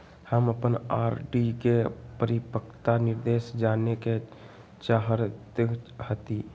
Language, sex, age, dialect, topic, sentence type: Magahi, male, 18-24, Western, banking, statement